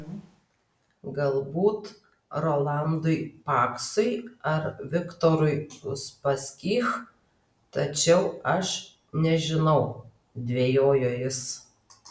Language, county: Lithuanian, Kaunas